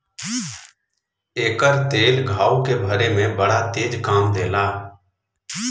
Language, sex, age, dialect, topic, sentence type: Bhojpuri, male, 41-45, Northern, agriculture, statement